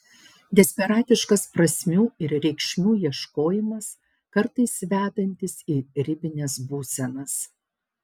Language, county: Lithuanian, Panevėžys